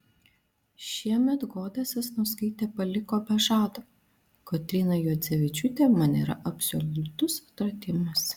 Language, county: Lithuanian, Vilnius